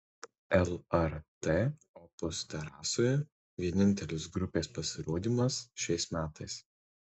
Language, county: Lithuanian, Tauragė